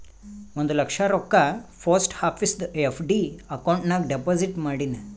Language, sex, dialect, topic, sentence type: Kannada, male, Northeastern, banking, statement